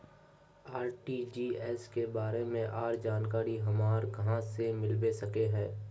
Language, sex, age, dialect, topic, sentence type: Magahi, male, 56-60, Northeastern/Surjapuri, banking, question